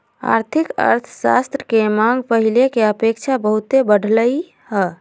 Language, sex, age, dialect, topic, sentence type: Magahi, female, 18-24, Western, banking, statement